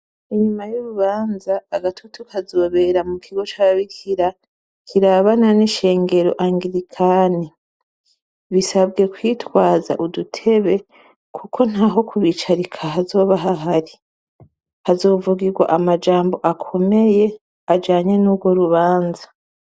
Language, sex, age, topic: Rundi, female, 25-35, education